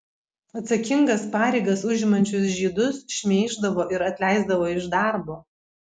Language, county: Lithuanian, Kaunas